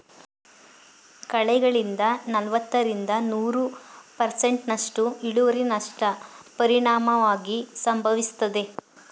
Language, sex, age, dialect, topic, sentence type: Kannada, female, 41-45, Mysore Kannada, agriculture, statement